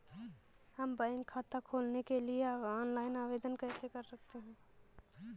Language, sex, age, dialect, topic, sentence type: Hindi, female, 18-24, Awadhi Bundeli, banking, question